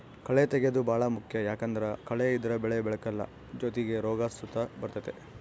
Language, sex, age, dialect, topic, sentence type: Kannada, male, 46-50, Central, agriculture, statement